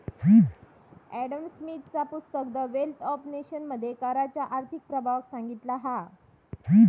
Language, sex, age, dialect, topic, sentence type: Marathi, female, 60-100, Southern Konkan, banking, statement